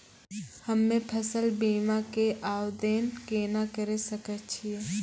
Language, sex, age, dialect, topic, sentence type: Maithili, female, 18-24, Angika, banking, question